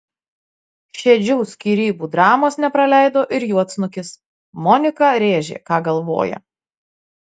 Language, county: Lithuanian, Marijampolė